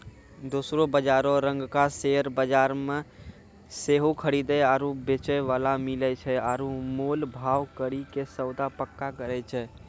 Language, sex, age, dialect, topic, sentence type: Maithili, male, 18-24, Angika, banking, statement